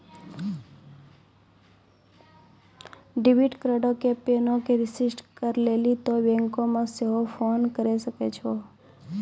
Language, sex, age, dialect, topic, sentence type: Maithili, female, 18-24, Angika, banking, statement